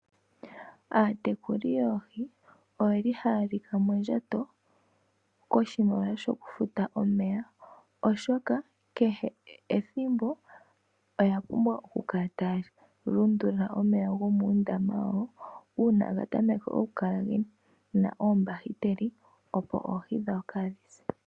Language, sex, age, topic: Oshiwambo, female, 18-24, agriculture